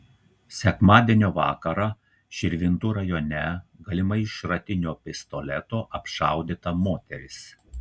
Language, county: Lithuanian, Telšiai